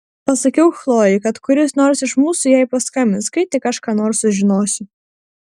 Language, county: Lithuanian, Vilnius